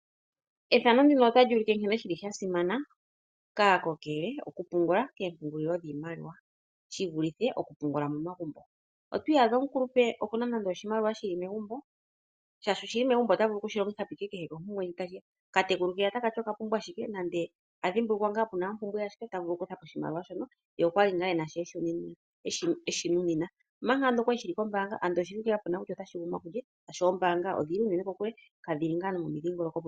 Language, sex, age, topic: Oshiwambo, female, 25-35, finance